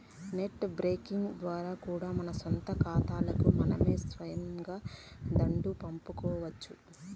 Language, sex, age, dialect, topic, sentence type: Telugu, female, 31-35, Southern, banking, statement